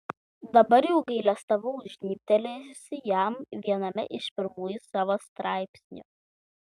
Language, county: Lithuanian, Klaipėda